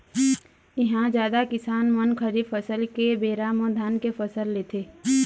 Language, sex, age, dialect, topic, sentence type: Chhattisgarhi, female, 18-24, Eastern, agriculture, statement